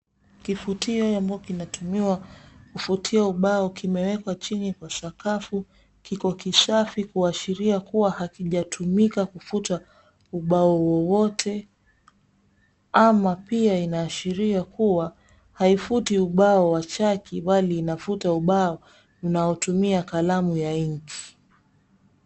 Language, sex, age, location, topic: Swahili, female, 25-35, Mombasa, education